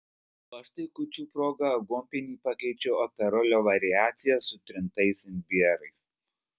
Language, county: Lithuanian, Alytus